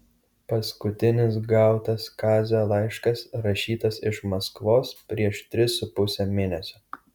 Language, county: Lithuanian, Kaunas